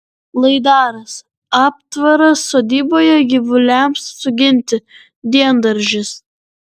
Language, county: Lithuanian, Vilnius